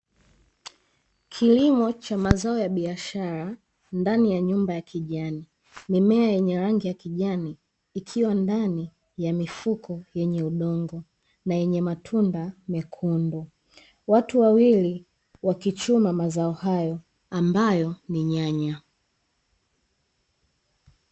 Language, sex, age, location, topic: Swahili, female, 18-24, Dar es Salaam, agriculture